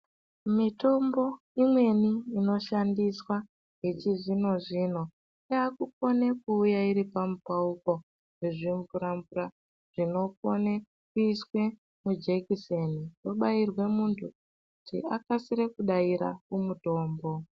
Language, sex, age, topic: Ndau, female, 36-49, health